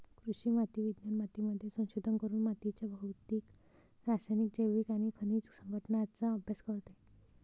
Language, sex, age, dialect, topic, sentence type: Marathi, male, 18-24, Varhadi, agriculture, statement